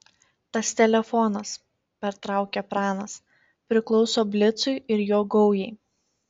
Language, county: Lithuanian, Panevėžys